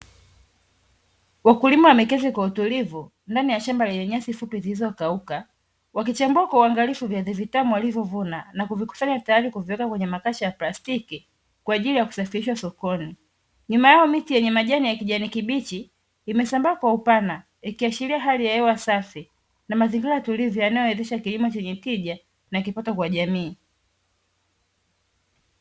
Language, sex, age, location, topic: Swahili, female, 25-35, Dar es Salaam, agriculture